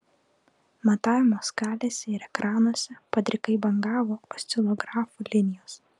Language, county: Lithuanian, Klaipėda